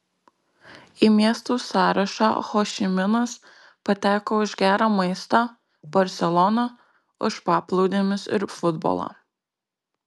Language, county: Lithuanian, Marijampolė